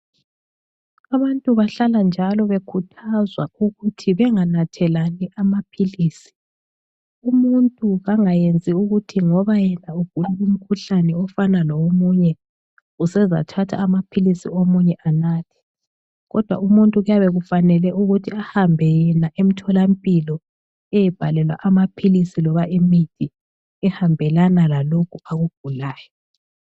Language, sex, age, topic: North Ndebele, female, 36-49, health